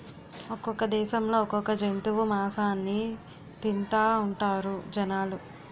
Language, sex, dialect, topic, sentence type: Telugu, female, Utterandhra, agriculture, statement